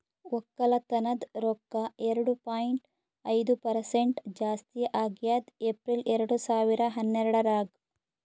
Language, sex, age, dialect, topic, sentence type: Kannada, female, 31-35, Northeastern, agriculture, statement